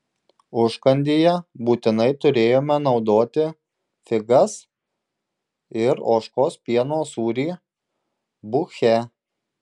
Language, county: Lithuanian, Marijampolė